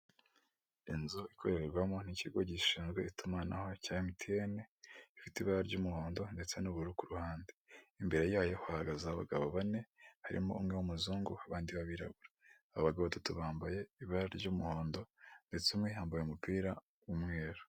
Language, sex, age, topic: Kinyarwanda, female, 18-24, finance